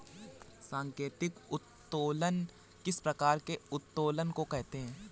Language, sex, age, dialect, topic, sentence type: Hindi, male, 18-24, Awadhi Bundeli, banking, statement